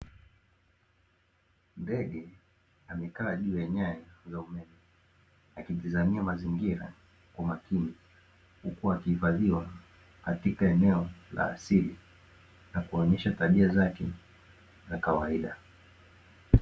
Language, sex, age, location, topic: Swahili, male, 18-24, Dar es Salaam, agriculture